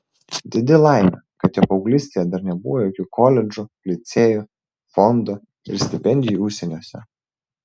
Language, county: Lithuanian, Vilnius